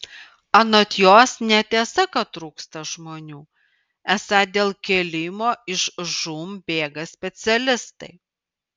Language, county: Lithuanian, Vilnius